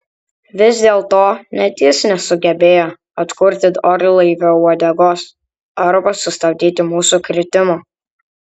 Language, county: Lithuanian, Kaunas